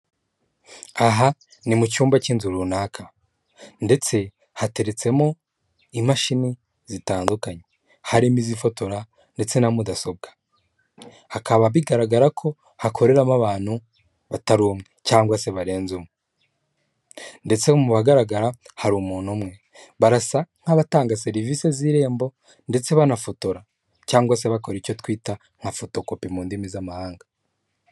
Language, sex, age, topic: Kinyarwanda, male, 25-35, government